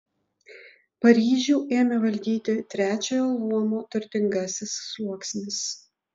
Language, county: Lithuanian, Utena